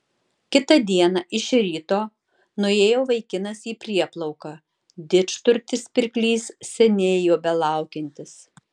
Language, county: Lithuanian, Tauragė